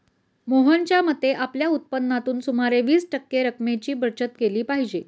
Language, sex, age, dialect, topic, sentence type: Marathi, female, 36-40, Standard Marathi, banking, statement